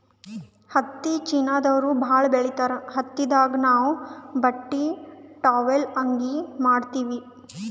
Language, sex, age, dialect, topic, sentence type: Kannada, female, 18-24, Northeastern, agriculture, statement